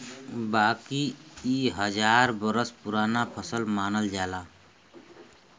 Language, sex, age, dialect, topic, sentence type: Bhojpuri, male, 41-45, Western, agriculture, statement